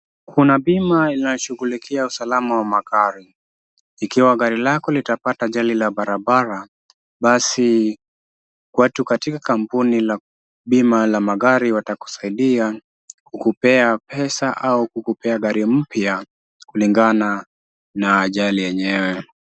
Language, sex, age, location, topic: Swahili, male, 25-35, Kisumu, finance